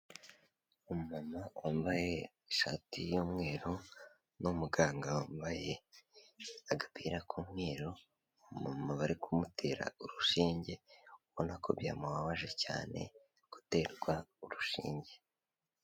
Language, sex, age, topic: Kinyarwanda, male, 18-24, health